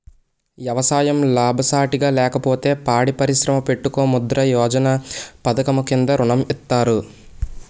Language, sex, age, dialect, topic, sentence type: Telugu, male, 18-24, Utterandhra, banking, statement